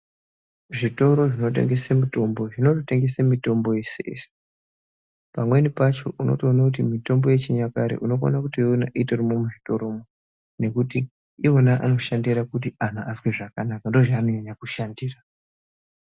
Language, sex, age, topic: Ndau, male, 18-24, health